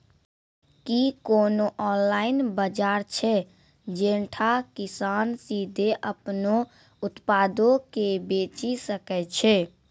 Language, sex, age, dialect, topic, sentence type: Maithili, female, 56-60, Angika, agriculture, statement